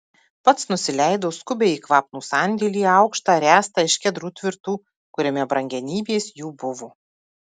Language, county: Lithuanian, Marijampolė